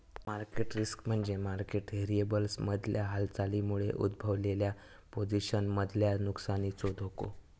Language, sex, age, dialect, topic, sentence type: Marathi, male, 18-24, Southern Konkan, banking, statement